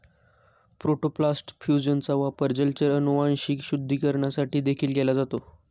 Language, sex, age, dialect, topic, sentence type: Marathi, male, 25-30, Standard Marathi, agriculture, statement